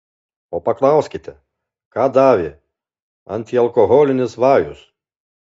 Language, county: Lithuanian, Alytus